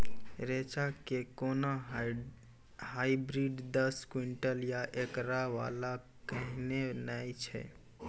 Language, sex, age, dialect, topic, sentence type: Maithili, male, 31-35, Angika, agriculture, question